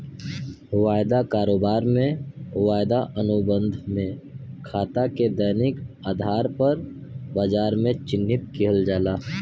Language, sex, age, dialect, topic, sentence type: Bhojpuri, male, 60-100, Western, banking, statement